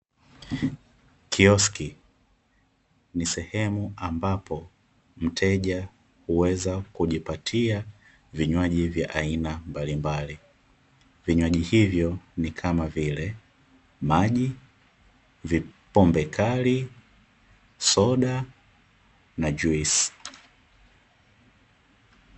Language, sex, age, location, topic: Swahili, male, 25-35, Dar es Salaam, finance